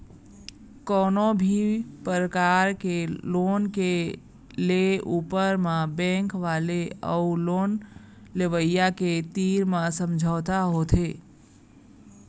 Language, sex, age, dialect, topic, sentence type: Chhattisgarhi, female, 41-45, Eastern, banking, statement